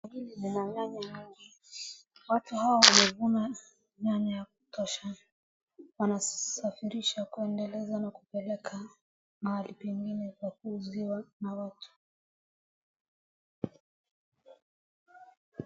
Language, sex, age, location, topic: Swahili, female, 36-49, Wajir, finance